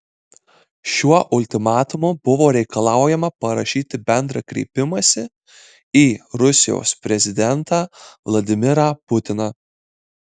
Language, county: Lithuanian, Marijampolė